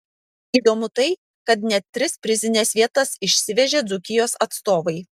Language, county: Lithuanian, Panevėžys